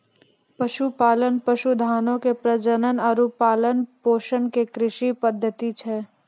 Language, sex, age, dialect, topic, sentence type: Maithili, female, 18-24, Angika, agriculture, statement